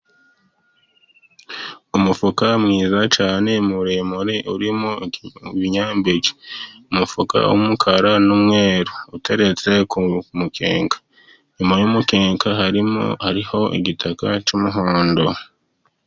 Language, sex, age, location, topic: Kinyarwanda, male, 50+, Musanze, agriculture